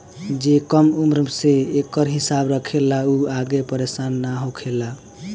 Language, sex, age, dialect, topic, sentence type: Bhojpuri, male, 18-24, Southern / Standard, banking, statement